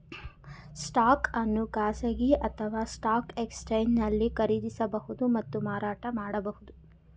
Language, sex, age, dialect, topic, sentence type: Kannada, female, 31-35, Mysore Kannada, banking, statement